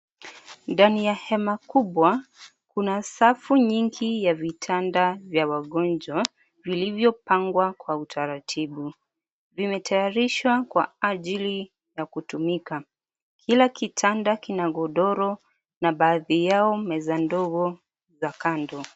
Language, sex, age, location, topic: Swahili, female, 25-35, Kisii, health